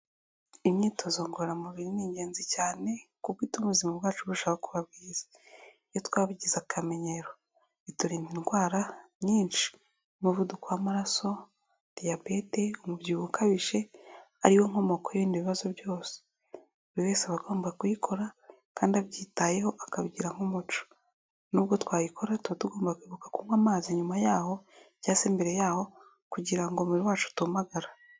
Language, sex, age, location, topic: Kinyarwanda, female, 18-24, Kigali, health